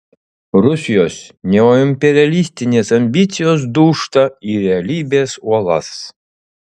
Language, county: Lithuanian, Utena